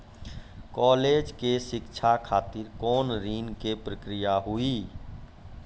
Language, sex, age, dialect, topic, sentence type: Maithili, male, 51-55, Angika, banking, question